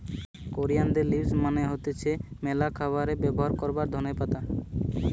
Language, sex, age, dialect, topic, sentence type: Bengali, male, 18-24, Western, agriculture, statement